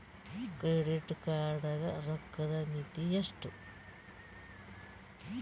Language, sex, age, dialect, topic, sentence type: Kannada, female, 46-50, Northeastern, banking, question